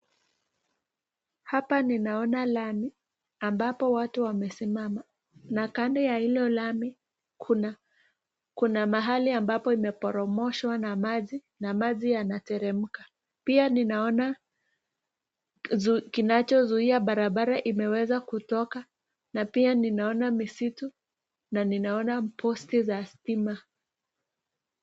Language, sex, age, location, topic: Swahili, female, 18-24, Nakuru, health